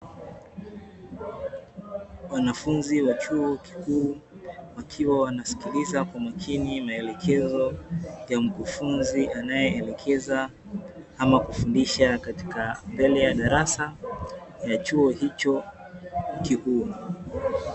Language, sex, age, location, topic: Swahili, male, 18-24, Dar es Salaam, education